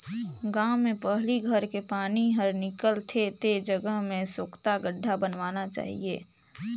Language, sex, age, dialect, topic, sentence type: Chhattisgarhi, female, 18-24, Northern/Bhandar, agriculture, statement